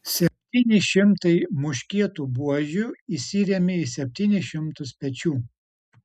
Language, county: Lithuanian, Utena